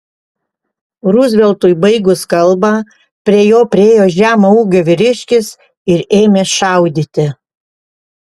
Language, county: Lithuanian, Panevėžys